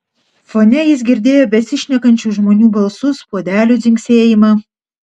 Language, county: Lithuanian, Šiauliai